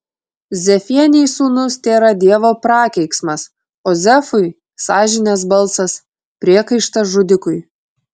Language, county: Lithuanian, Klaipėda